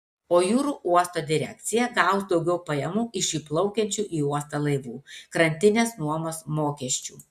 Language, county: Lithuanian, Tauragė